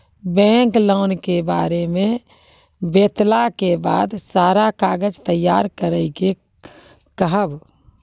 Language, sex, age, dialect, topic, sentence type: Maithili, female, 41-45, Angika, banking, question